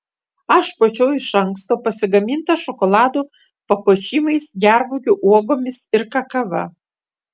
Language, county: Lithuanian, Utena